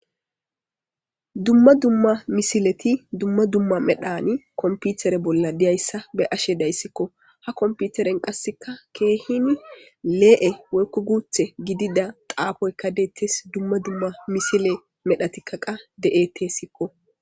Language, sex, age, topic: Gamo, female, 18-24, government